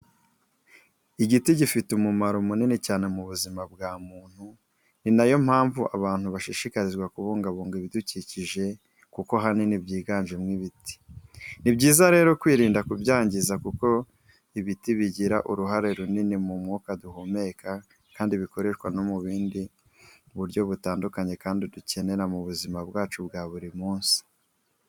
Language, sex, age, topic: Kinyarwanda, male, 25-35, education